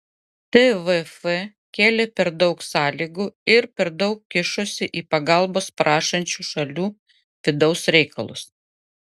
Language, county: Lithuanian, Klaipėda